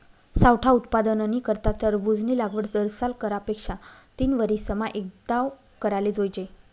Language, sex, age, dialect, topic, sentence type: Marathi, female, 25-30, Northern Konkan, agriculture, statement